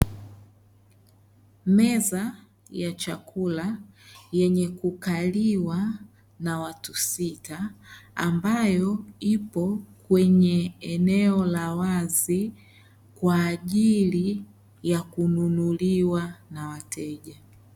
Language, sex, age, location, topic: Swahili, male, 25-35, Dar es Salaam, finance